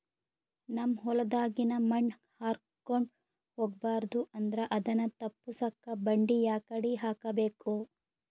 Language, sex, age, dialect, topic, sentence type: Kannada, female, 31-35, Northeastern, agriculture, question